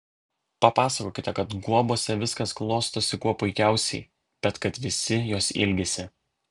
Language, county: Lithuanian, Vilnius